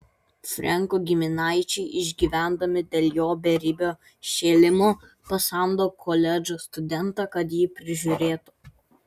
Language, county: Lithuanian, Klaipėda